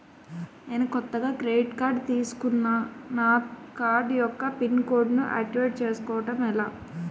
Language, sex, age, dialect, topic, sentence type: Telugu, female, 25-30, Utterandhra, banking, question